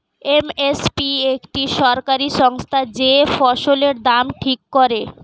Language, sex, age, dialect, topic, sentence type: Bengali, female, 18-24, Standard Colloquial, agriculture, statement